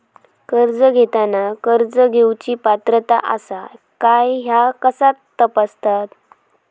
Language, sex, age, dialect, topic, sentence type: Marathi, female, 18-24, Southern Konkan, banking, question